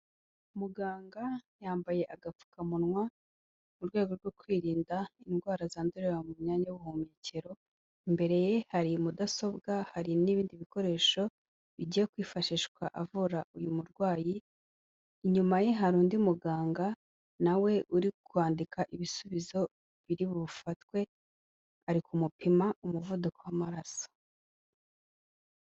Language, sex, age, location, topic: Kinyarwanda, female, 18-24, Kigali, health